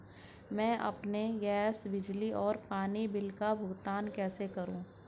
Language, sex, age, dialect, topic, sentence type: Hindi, female, 18-24, Hindustani Malvi Khadi Boli, banking, question